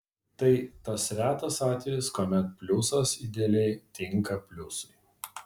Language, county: Lithuanian, Vilnius